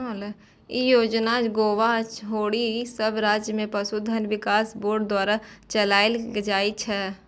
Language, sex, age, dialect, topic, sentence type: Maithili, female, 18-24, Eastern / Thethi, agriculture, statement